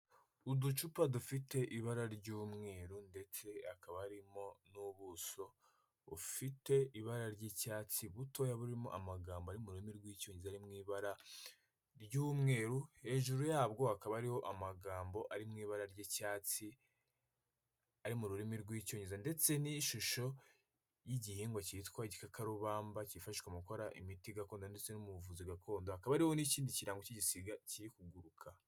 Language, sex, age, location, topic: Kinyarwanda, male, 25-35, Kigali, health